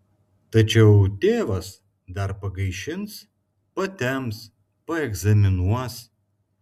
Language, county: Lithuanian, Klaipėda